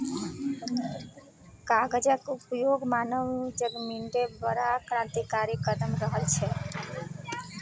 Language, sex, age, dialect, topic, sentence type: Maithili, female, 36-40, Bajjika, agriculture, statement